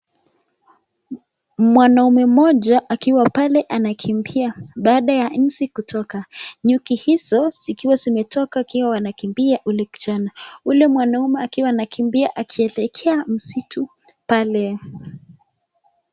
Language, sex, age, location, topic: Swahili, female, 25-35, Nakuru, health